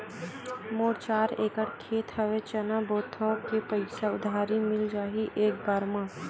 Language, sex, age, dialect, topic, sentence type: Chhattisgarhi, female, 18-24, Western/Budati/Khatahi, banking, question